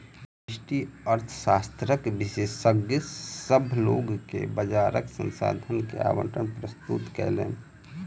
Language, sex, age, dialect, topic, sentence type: Maithili, male, 31-35, Southern/Standard, banking, statement